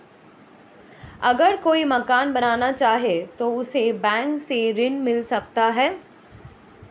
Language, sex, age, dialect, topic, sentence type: Hindi, female, 25-30, Marwari Dhudhari, banking, question